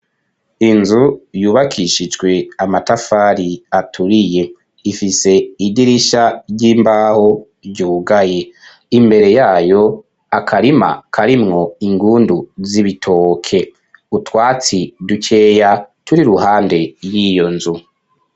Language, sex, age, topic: Rundi, male, 25-35, education